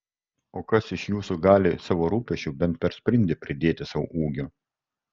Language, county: Lithuanian, Kaunas